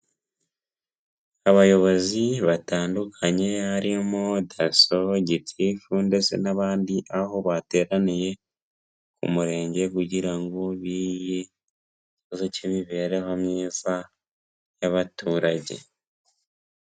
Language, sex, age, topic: Kinyarwanda, male, 18-24, health